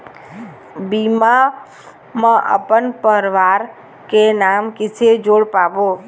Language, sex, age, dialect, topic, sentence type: Chhattisgarhi, female, 18-24, Eastern, banking, question